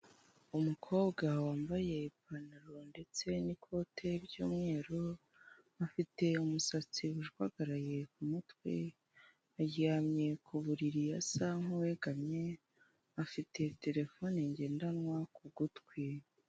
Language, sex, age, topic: Kinyarwanda, male, 18-24, finance